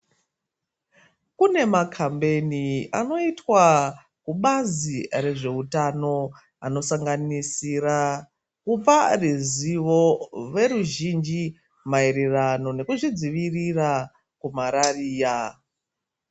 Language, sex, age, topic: Ndau, female, 36-49, health